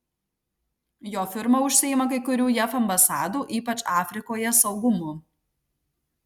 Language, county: Lithuanian, Marijampolė